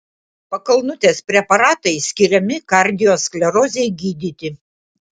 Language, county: Lithuanian, Klaipėda